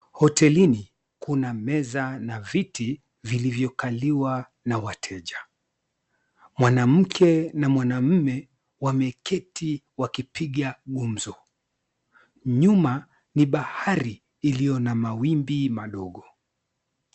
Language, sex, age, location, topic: Swahili, male, 36-49, Mombasa, government